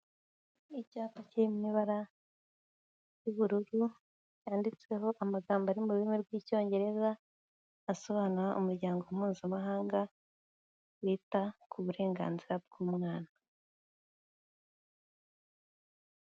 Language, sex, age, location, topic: Kinyarwanda, female, 18-24, Kigali, health